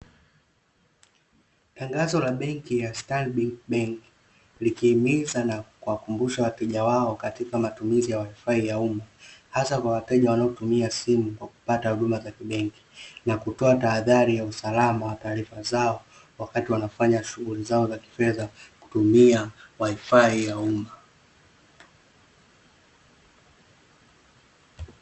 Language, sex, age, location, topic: Swahili, male, 25-35, Dar es Salaam, finance